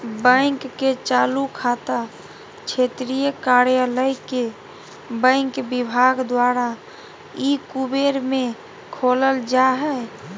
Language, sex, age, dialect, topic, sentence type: Magahi, female, 31-35, Southern, banking, statement